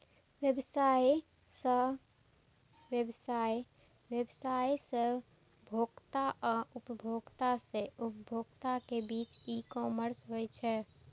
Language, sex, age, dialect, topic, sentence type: Maithili, female, 18-24, Eastern / Thethi, banking, statement